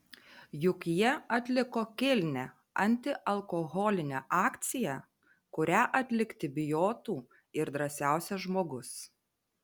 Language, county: Lithuanian, Telšiai